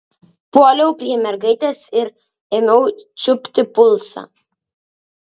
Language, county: Lithuanian, Vilnius